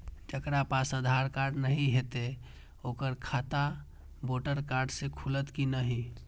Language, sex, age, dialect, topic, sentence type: Maithili, female, 31-35, Eastern / Thethi, banking, question